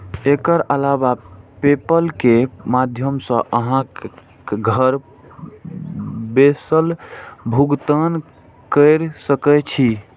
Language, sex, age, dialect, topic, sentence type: Maithili, male, 41-45, Eastern / Thethi, banking, statement